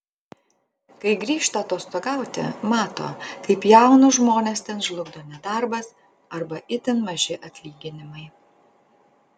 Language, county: Lithuanian, Utena